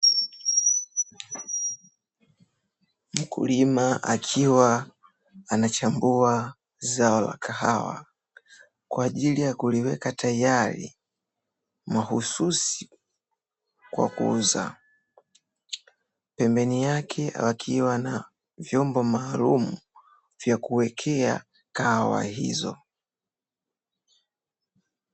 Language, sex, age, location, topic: Swahili, female, 18-24, Dar es Salaam, agriculture